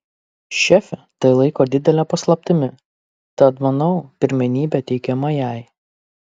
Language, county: Lithuanian, Kaunas